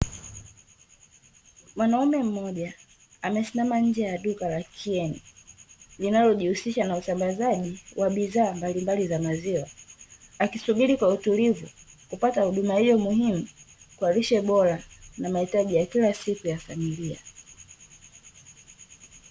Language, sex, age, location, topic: Swahili, female, 18-24, Dar es Salaam, finance